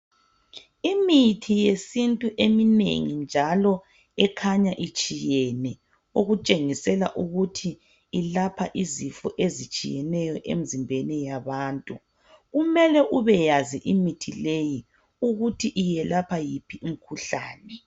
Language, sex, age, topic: North Ndebele, female, 25-35, health